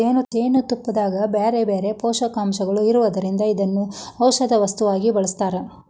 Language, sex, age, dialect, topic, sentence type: Kannada, female, 36-40, Dharwad Kannada, agriculture, statement